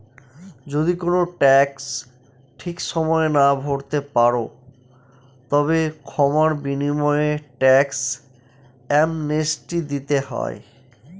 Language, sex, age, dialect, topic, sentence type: Bengali, male, 25-30, Northern/Varendri, banking, statement